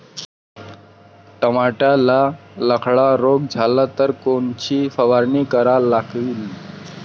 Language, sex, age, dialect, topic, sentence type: Marathi, male, 18-24, Varhadi, agriculture, question